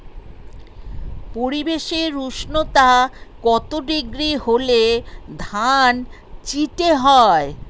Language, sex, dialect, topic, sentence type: Bengali, female, Standard Colloquial, agriculture, question